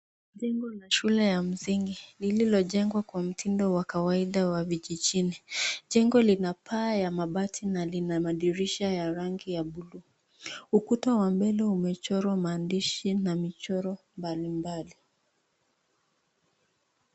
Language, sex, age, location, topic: Swahili, female, 25-35, Nakuru, education